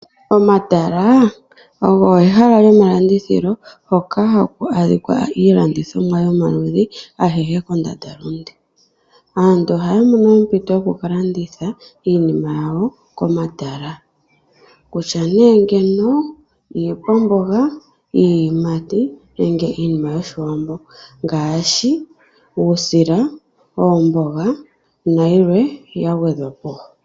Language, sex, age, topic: Oshiwambo, female, 25-35, finance